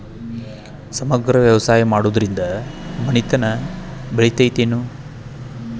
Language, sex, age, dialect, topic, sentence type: Kannada, male, 36-40, Dharwad Kannada, agriculture, question